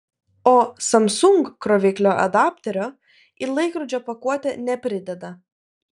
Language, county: Lithuanian, Klaipėda